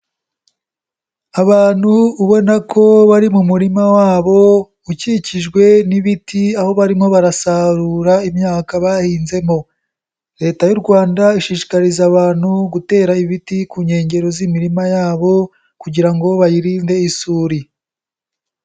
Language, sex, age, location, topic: Kinyarwanda, male, 18-24, Nyagatare, agriculture